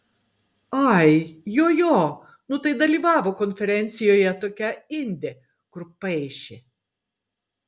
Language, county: Lithuanian, Klaipėda